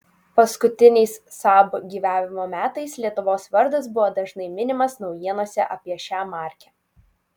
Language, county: Lithuanian, Utena